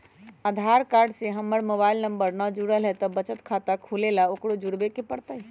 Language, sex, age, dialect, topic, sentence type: Magahi, female, 18-24, Western, banking, question